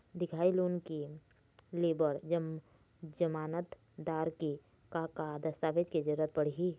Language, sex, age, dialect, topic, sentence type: Chhattisgarhi, female, 46-50, Eastern, banking, question